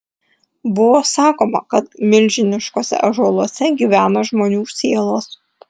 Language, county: Lithuanian, Klaipėda